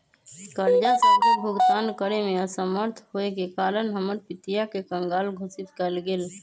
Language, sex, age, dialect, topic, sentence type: Magahi, female, 25-30, Western, banking, statement